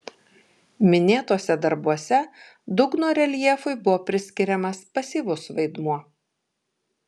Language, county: Lithuanian, Kaunas